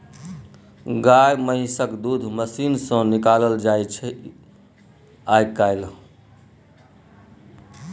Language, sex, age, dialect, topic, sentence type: Maithili, male, 41-45, Bajjika, agriculture, statement